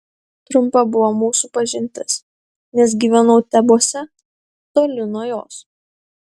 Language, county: Lithuanian, Vilnius